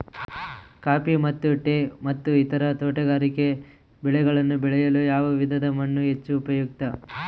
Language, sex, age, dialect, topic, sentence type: Kannada, male, 18-24, Central, agriculture, question